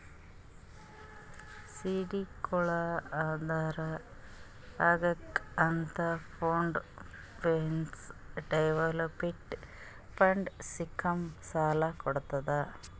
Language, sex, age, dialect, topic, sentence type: Kannada, female, 36-40, Northeastern, banking, statement